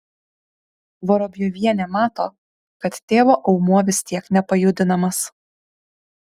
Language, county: Lithuanian, Kaunas